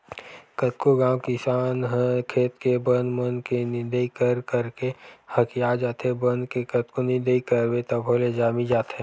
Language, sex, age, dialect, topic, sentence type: Chhattisgarhi, male, 18-24, Western/Budati/Khatahi, agriculture, statement